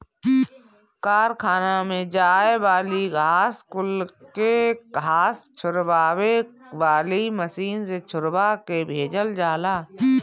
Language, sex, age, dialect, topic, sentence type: Bhojpuri, female, 31-35, Northern, agriculture, statement